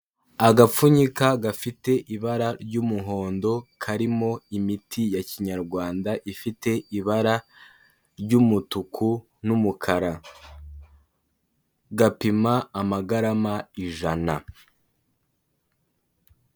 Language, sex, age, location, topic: Kinyarwanda, male, 18-24, Kigali, health